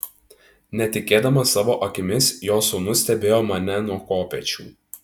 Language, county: Lithuanian, Tauragė